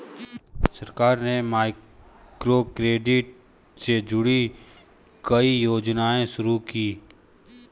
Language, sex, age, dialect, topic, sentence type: Hindi, male, 18-24, Kanauji Braj Bhasha, banking, statement